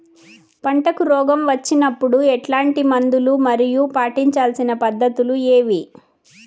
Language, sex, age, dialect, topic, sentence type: Telugu, female, 46-50, Southern, agriculture, question